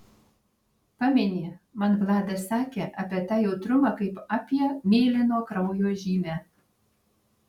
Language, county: Lithuanian, Vilnius